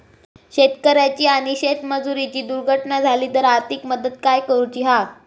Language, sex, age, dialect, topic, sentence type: Marathi, female, 18-24, Southern Konkan, agriculture, question